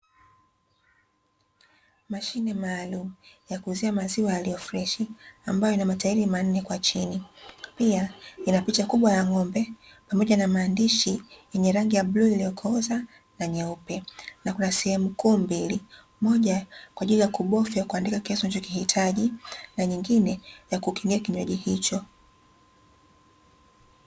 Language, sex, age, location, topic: Swahili, female, 18-24, Dar es Salaam, finance